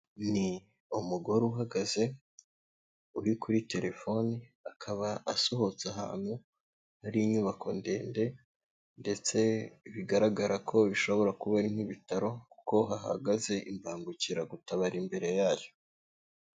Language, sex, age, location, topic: Kinyarwanda, male, 18-24, Kigali, government